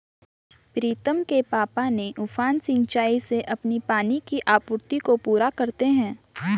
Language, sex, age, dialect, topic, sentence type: Hindi, female, 18-24, Garhwali, agriculture, statement